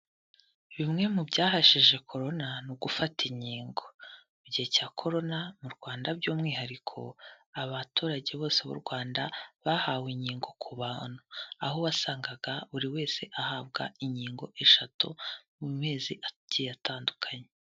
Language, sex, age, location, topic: Kinyarwanda, female, 18-24, Kigali, health